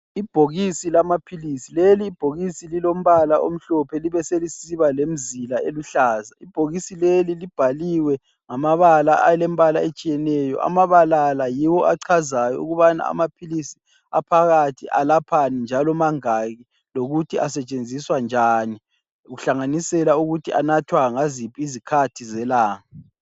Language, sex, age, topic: North Ndebele, male, 25-35, health